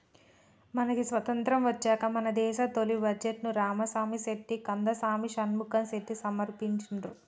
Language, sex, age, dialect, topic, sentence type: Telugu, female, 25-30, Telangana, banking, statement